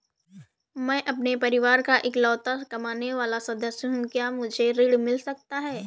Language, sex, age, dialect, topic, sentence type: Hindi, female, 18-24, Awadhi Bundeli, banking, question